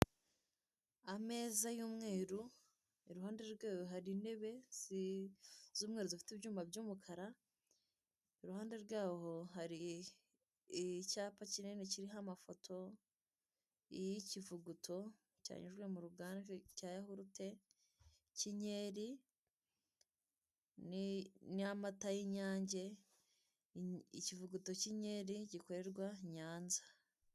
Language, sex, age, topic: Kinyarwanda, female, 18-24, finance